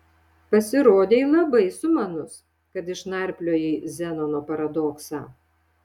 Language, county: Lithuanian, Šiauliai